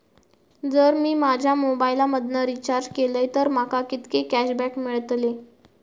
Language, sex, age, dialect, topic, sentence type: Marathi, female, 18-24, Southern Konkan, banking, question